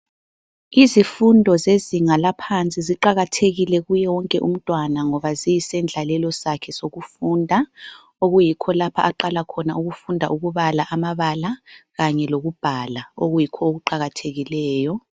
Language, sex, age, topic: North Ndebele, female, 36-49, education